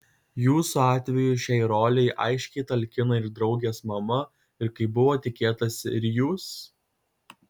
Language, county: Lithuanian, Kaunas